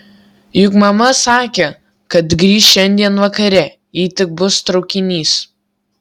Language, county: Lithuanian, Vilnius